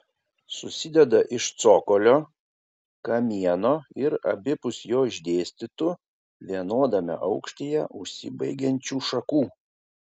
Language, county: Lithuanian, Kaunas